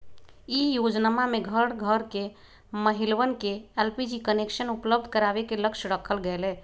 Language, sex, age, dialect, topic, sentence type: Magahi, female, 36-40, Western, agriculture, statement